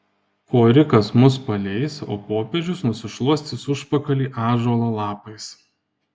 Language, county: Lithuanian, Panevėžys